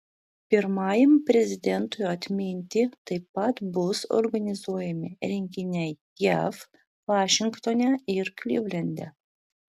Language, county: Lithuanian, Vilnius